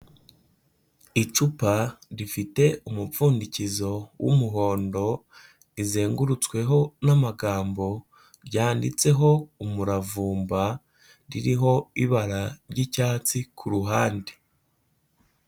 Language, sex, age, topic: Kinyarwanda, male, 18-24, health